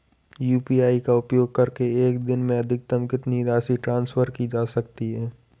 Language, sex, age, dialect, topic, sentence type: Hindi, male, 46-50, Marwari Dhudhari, banking, question